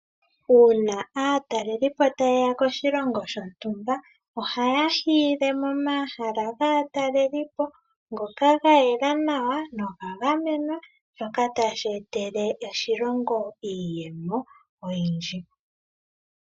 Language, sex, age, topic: Oshiwambo, female, 18-24, agriculture